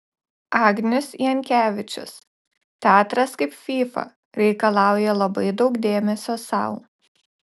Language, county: Lithuanian, Šiauliai